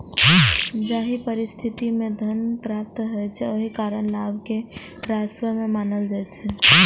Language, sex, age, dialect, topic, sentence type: Maithili, female, 18-24, Eastern / Thethi, banking, statement